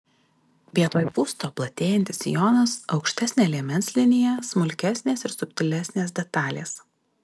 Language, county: Lithuanian, Alytus